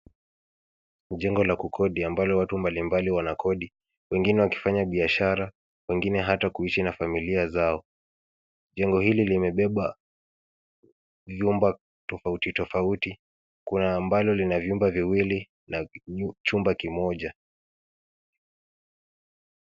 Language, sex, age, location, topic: Swahili, male, 18-24, Nairobi, finance